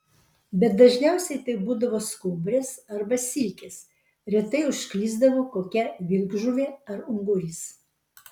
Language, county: Lithuanian, Vilnius